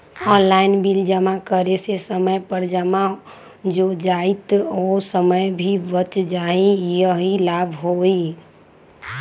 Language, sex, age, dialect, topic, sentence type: Magahi, female, 25-30, Western, banking, question